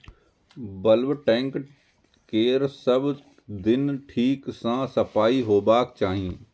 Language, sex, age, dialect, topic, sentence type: Maithili, male, 31-35, Eastern / Thethi, agriculture, statement